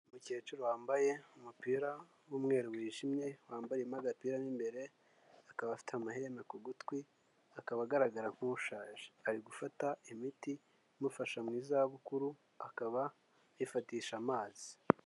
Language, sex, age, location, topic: Kinyarwanda, male, 25-35, Huye, health